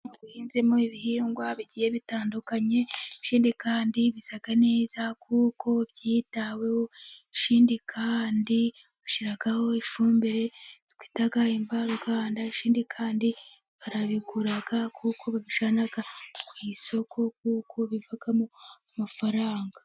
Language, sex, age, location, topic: Kinyarwanda, female, 25-35, Musanze, agriculture